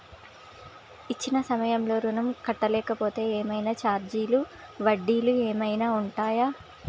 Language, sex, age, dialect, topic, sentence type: Telugu, female, 25-30, Telangana, banking, question